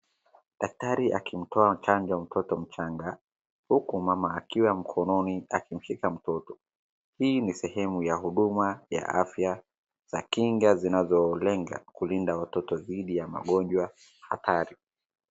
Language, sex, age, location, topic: Swahili, male, 36-49, Wajir, health